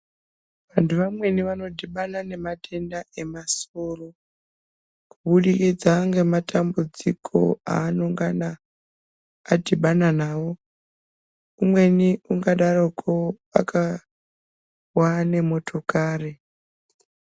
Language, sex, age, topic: Ndau, female, 36-49, health